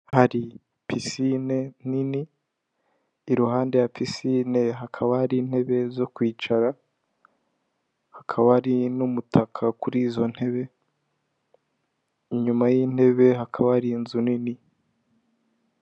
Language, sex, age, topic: Kinyarwanda, male, 18-24, finance